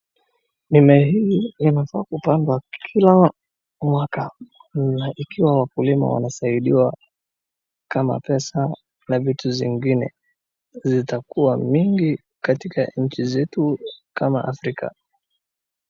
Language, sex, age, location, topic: Swahili, male, 18-24, Wajir, agriculture